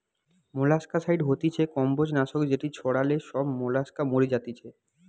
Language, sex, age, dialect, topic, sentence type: Bengali, male, 18-24, Western, agriculture, statement